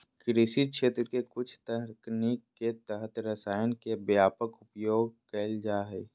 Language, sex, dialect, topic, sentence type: Magahi, female, Southern, agriculture, statement